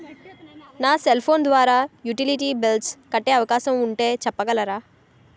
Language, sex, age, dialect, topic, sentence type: Telugu, female, 18-24, Utterandhra, banking, question